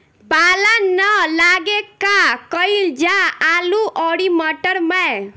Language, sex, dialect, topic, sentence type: Bhojpuri, female, Northern, agriculture, question